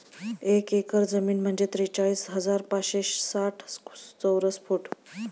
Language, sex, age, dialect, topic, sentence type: Marathi, female, 31-35, Standard Marathi, agriculture, statement